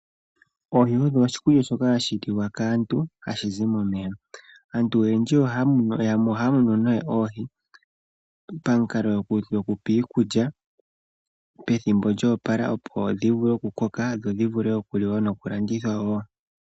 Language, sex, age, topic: Oshiwambo, male, 25-35, agriculture